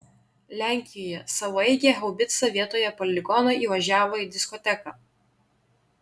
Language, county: Lithuanian, Klaipėda